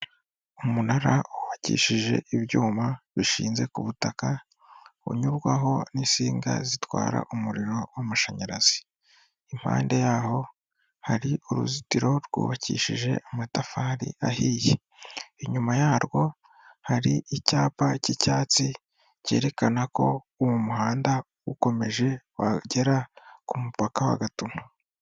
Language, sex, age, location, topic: Kinyarwanda, male, 25-35, Huye, government